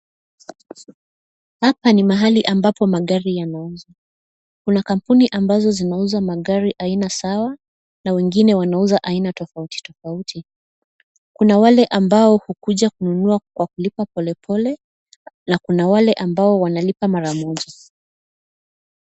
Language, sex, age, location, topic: Swahili, female, 25-35, Nairobi, finance